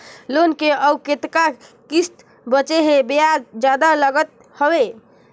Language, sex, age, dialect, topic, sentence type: Chhattisgarhi, female, 25-30, Northern/Bhandar, banking, question